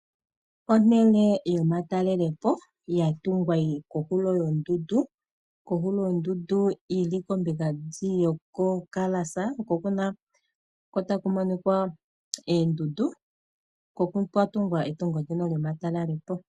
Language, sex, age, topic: Oshiwambo, female, 25-35, agriculture